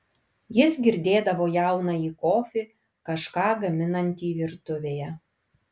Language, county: Lithuanian, Kaunas